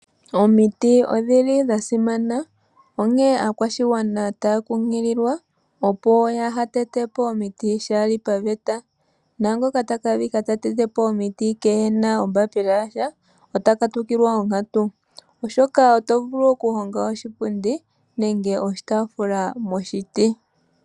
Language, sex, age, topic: Oshiwambo, female, 18-24, finance